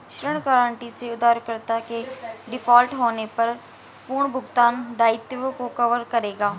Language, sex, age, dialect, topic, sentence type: Hindi, female, 18-24, Marwari Dhudhari, banking, statement